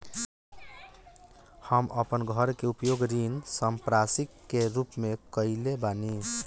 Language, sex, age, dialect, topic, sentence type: Bhojpuri, male, 60-100, Northern, banking, statement